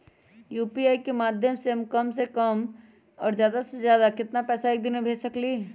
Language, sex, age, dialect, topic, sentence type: Magahi, female, 18-24, Western, banking, question